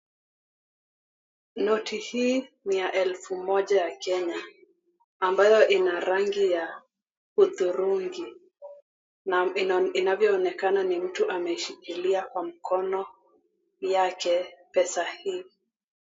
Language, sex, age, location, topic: Swahili, female, 18-24, Mombasa, finance